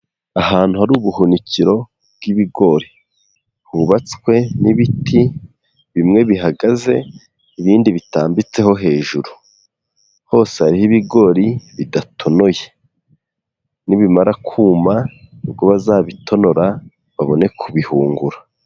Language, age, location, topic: Kinyarwanda, 18-24, Huye, agriculture